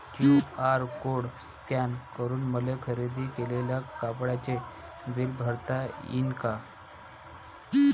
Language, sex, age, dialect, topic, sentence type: Marathi, male, 25-30, Varhadi, banking, question